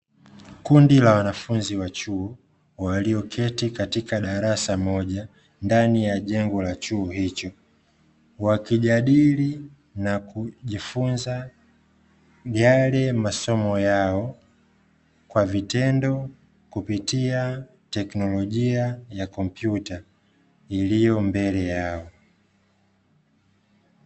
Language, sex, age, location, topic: Swahili, male, 25-35, Dar es Salaam, education